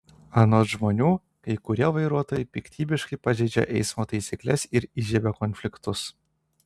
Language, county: Lithuanian, Telšiai